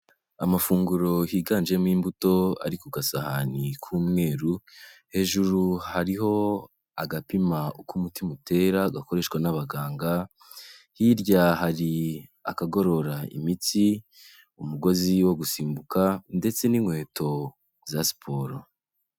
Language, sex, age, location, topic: Kinyarwanda, male, 18-24, Kigali, health